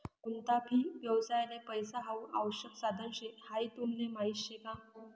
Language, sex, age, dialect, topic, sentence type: Marathi, female, 56-60, Northern Konkan, banking, statement